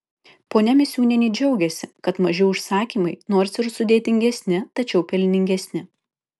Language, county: Lithuanian, Kaunas